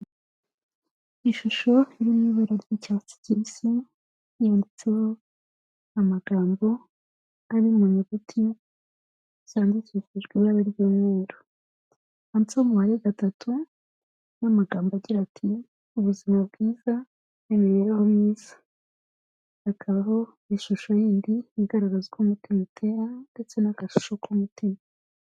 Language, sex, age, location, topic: Kinyarwanda, female, 36-49, Kigali, health